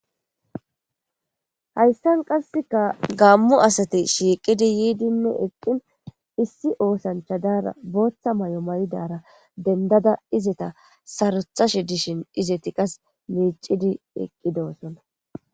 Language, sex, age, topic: Gamo, female, 18-24, government